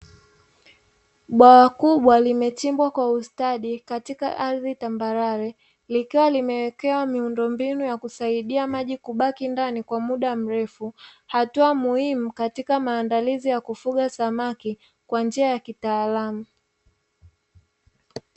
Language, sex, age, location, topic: Swahili, female, 25-35, Dar es Salaam, agriculture